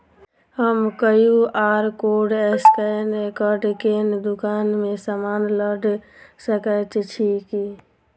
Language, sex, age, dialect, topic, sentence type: Maithili, female, 31-35, Southern/Standard, banking, question